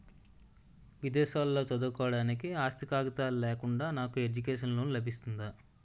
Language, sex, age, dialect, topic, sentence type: Telugu, male, 25-30, Utterandhra, banking, question